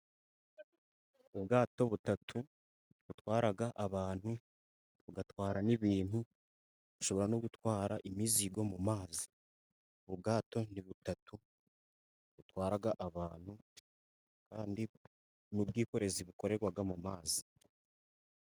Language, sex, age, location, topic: Kinyarwanda, male, 50+, Musanze, agriculture